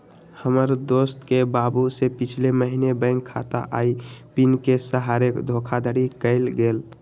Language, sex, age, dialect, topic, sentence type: Magahi, male, 18-24, Western, banking, statement